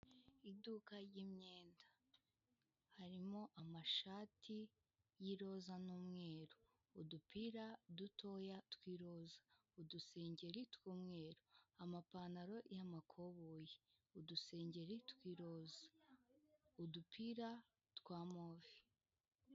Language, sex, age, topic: Kinyarwanda, female, 18-24, finance